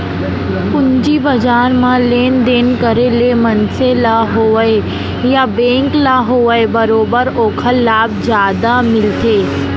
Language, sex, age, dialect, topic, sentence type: Chhattisgarhi, female, 60-100, Central, banking, statement